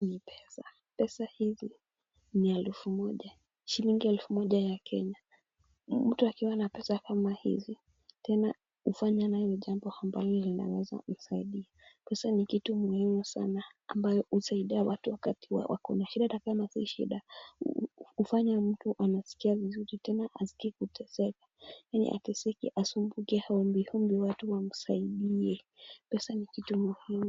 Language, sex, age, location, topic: Swahili, female, 18-24, Kisumu, finance